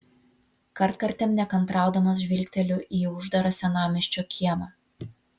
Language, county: Lithuanian, Vilnius